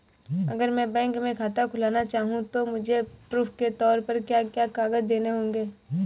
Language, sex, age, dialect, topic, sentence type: Hindi, female, 18-24, Marwari Dhudhari, banking, question